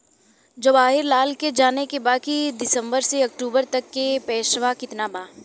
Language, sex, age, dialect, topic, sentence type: Bhojpuri, female, 18-24, Western, banking, question